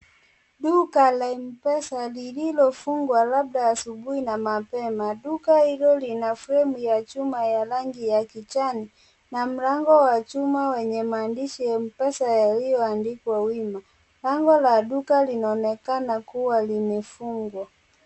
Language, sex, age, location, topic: Swahili, female, 18-24, Kisii, finance